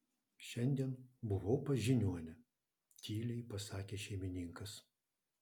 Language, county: Lithuanian, Vilnius